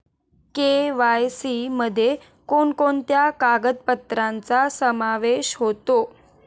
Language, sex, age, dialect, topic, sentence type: Marathi, female, 18-24, Standard Marathi, banking, question